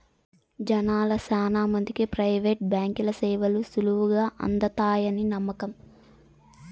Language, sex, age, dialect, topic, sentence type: Telugu, female, 18-24, Southern, banking, statement